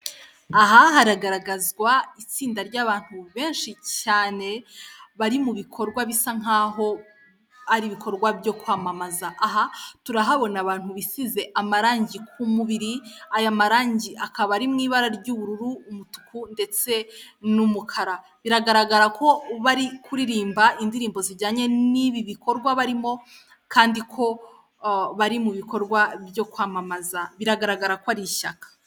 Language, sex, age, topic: Kinyarwanda, female, 18-24, government